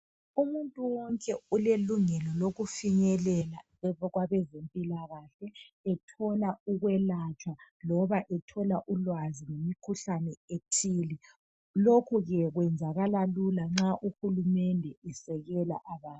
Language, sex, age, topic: North Ndebele, male, 25-35, health